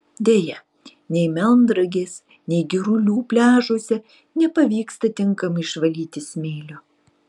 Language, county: Lithuanian, Utena